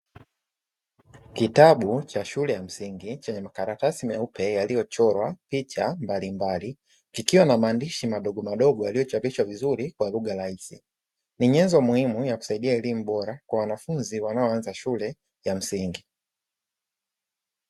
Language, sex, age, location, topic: Swahili, male, 25-35, Dar es Salaam, education